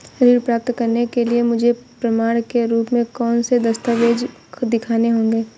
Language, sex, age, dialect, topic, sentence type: Hindi, female, 18-24, Awadhi Bundeli, banking, statement